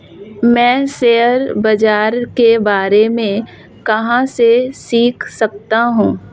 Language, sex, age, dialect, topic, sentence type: Hindi, female, 31-35, Marwari Dhudhari, banking, question